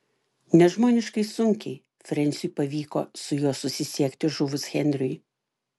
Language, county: Lithuanian, Klaipėda